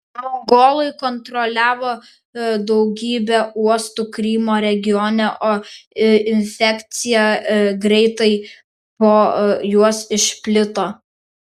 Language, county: Lithuanian, Vilnius